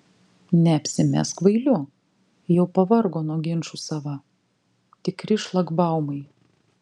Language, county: Lithuanian, Vilnius